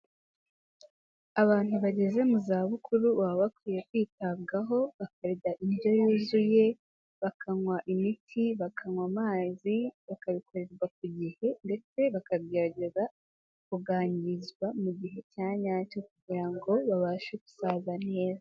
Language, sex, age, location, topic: Kinyarwanda, female, 18-24, Kigali, health